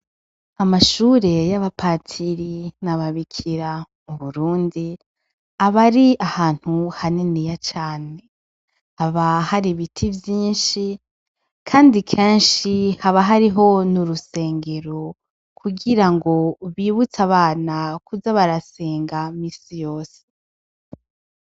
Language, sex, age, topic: Rundi, female, 25-35, education